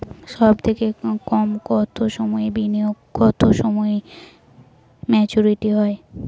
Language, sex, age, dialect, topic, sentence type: Bengali, female, 18-24, Rajbangshi, banking, question